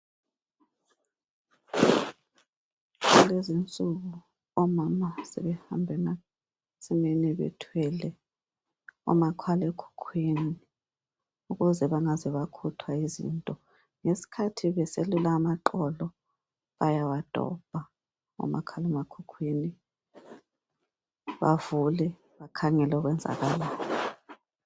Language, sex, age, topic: North Ndebele, female, 50+, health